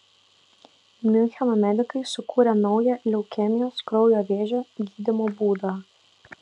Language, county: Lithuanian, Kaunas